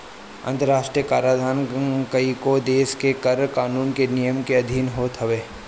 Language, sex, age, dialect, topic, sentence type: Bhojpuri, male, 25-30, Northern, banking, statement